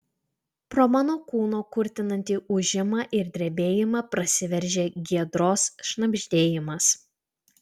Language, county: Lithuanian, Utena